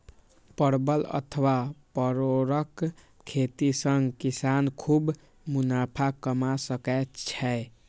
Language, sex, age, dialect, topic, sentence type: Maithili, male, 18-24, Eastern / Thethi, agriculture, statement